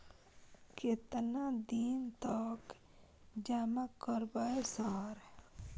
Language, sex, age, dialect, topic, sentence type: Maithili, female, 18-24, Bajjika, banking, question